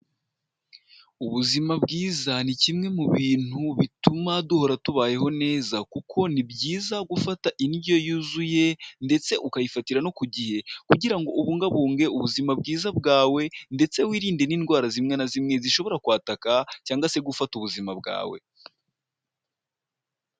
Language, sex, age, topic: Kinyarwanda, male, 18-24, health